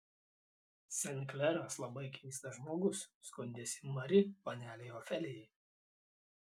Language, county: Lithuanian, Klaipėda